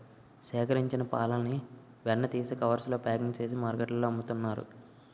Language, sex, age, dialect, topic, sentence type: Telugu, male, 18-24, Utterandhra, agriculture, statement